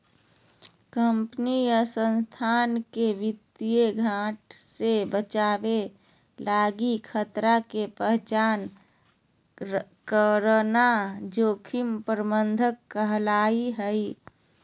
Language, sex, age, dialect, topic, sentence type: Magahi, female, 31-35, Southern, agriculture, statement